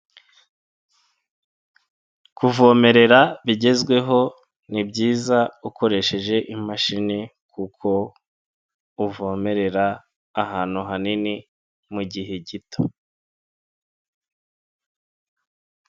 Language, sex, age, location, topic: Kinyarwanda, male, 25-35, Nyagatare, agriculture